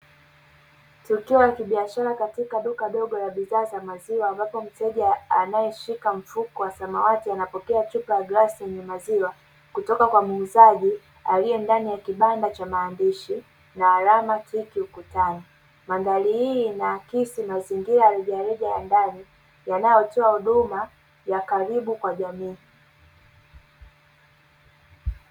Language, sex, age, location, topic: Swahili, male, 18-24, Dar es Salaam, finance